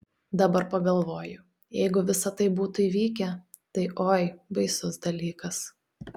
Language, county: Lithuanian, Telšiai